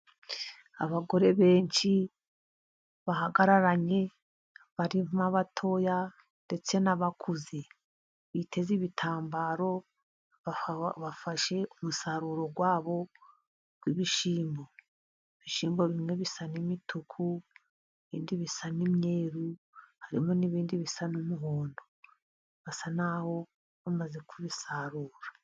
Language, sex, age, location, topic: Kinyarwanda, female, 50+, Musanze, agriculture